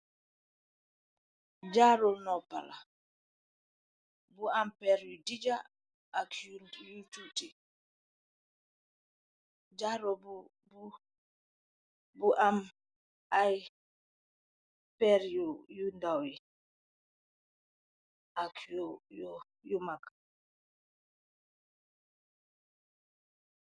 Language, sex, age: Wolof, female, 36-49